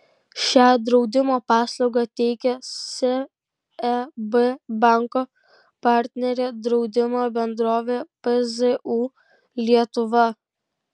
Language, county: Lithuanian, Kaunas